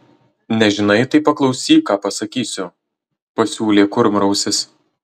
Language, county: Lithuanian, Marijampolė